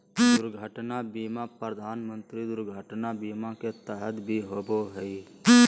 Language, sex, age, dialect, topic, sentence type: Magahi, male, 36-40, Southern, banking, statement